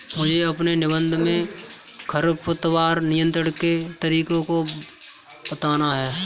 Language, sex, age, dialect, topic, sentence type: Hindi, male, 31-35, Kanauji Braj Bhasha, agriculture, statement